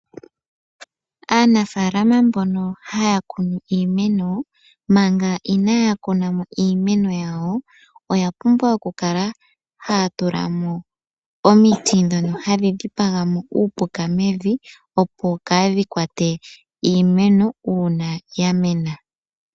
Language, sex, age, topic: Oshiwambo, female, 25-35, agriculture